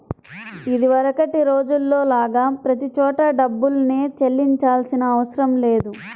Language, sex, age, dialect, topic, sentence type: Telugu, female, 25-30, Central/Coastal, banking, statement